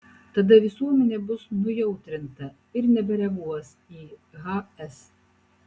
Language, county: Lithuanian, Utena